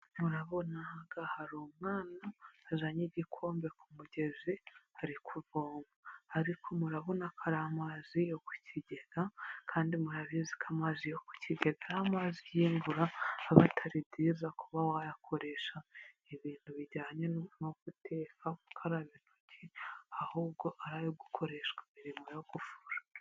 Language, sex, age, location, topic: Kinyarwanda, female, 25-35, Huye, health